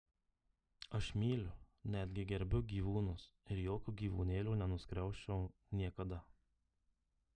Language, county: Lithuanian, Marijampolė